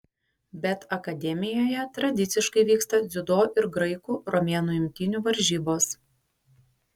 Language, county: Lithuanian, Panevėžys